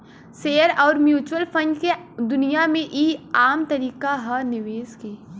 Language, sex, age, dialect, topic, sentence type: Bhojpuri, female, 18-24, Western, banking, statement